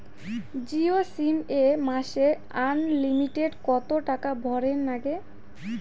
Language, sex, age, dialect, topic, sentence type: Bengali, female, 18-24, Rajbangshi, banking, question